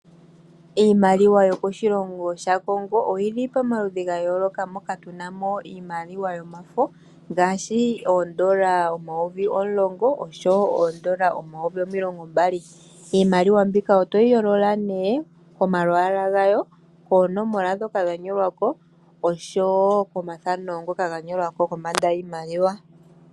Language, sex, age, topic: Oshiwambo, female, 18-24, finance